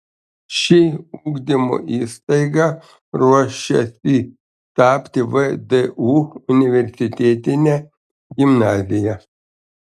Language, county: Lithuanian, Panevėžys